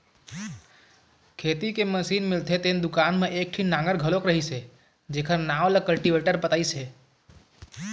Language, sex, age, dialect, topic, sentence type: Chhattisgarhi, male, 18-24, Eastern, agriculture, statement